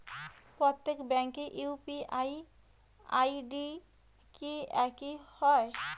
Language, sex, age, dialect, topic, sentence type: Bengali, female, 25-30, Rajbangshi, banking, question